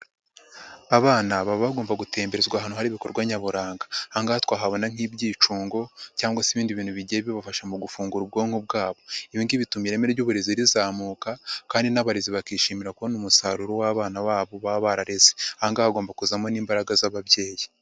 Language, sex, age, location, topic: Kinyarwanda, female, 50+, Nyagatare, education